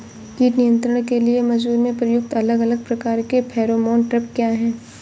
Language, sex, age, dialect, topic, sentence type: Hindi, female, 25-30, Awadhi Bundeli, agriculture, question